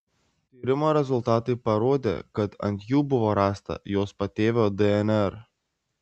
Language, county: Lithuanian, Šiauliai